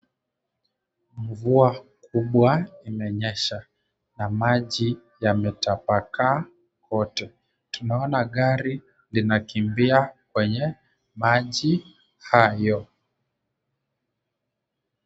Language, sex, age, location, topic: Swahili, male, 25-35, Kisumu, health